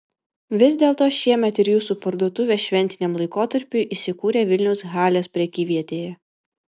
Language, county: Lithuanian, Vilnius